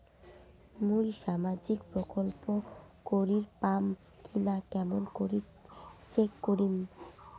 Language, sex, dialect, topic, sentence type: Bengali, female, Rajbangshi, banking, question